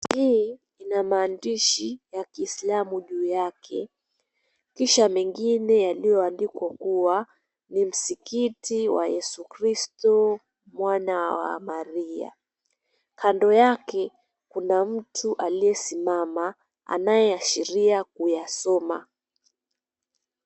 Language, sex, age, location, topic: Swahili, female, 25-35, Mombasa, government